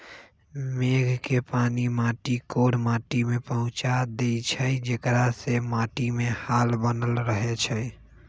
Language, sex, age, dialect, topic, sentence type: Magahi, male, 25-30, Western, agriculture, statement